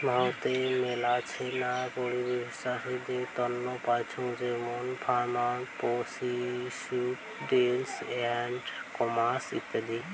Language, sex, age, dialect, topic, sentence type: Bengali, male, 18-24, Rajbangshi, agriculture, statement